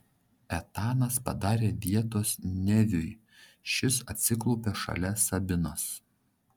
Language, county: Lithuanian, Šiauliai